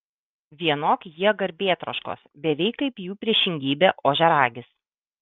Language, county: Lithuanian, Kaunas